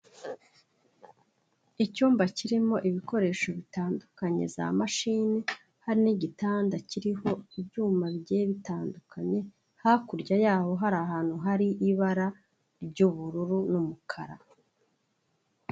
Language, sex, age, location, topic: Kinyarwanda, female, 36-49, Kigali, health